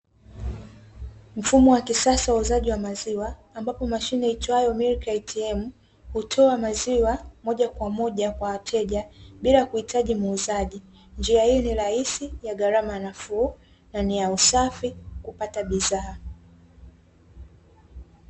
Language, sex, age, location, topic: Swahili, female, 18-24, Dar es Salaam, finance